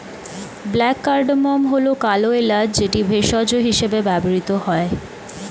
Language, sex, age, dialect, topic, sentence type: Bengali, female, 18-24, Standard Colloquial, agriculture, statement